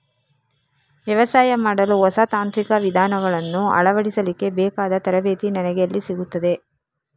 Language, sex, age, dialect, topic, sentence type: Kannada, female, 36-40, Coastal/Dakshin, agriculture, question